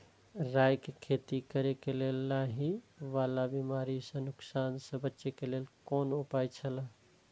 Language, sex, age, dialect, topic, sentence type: Maithili, male, 36-40, Eastern / Thethi, agriculture, question